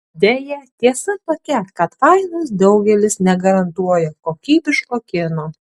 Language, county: Lithuanian, Tauragė